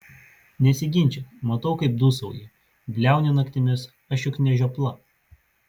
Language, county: Lithuanian, Vilnius